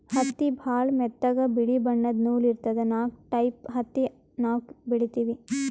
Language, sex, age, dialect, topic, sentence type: Kannada, female, 18-24, Northeastern, agriculture, statement